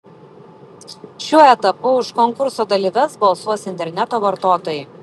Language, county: Lithuanian, Vilnius